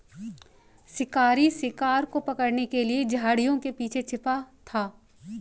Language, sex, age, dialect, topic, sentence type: Hindi, female, 18-24, Marwari Dhudhari, agriculture, statement